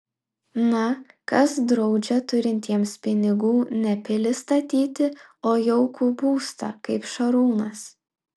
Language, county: Lithuanian, Klaipėda